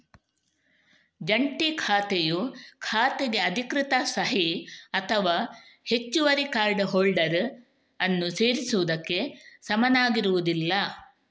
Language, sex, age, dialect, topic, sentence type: Kannada, female, 31-35, Coastal/Dakshin, banking, statement